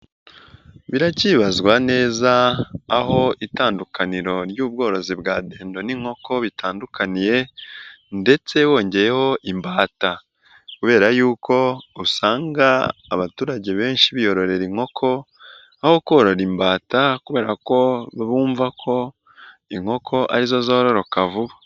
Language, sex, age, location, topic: Kinyarwanda, male, 18-24, Nyagatare, agriculture